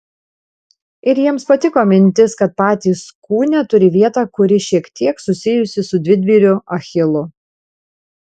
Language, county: Lithuanian, Panevėžys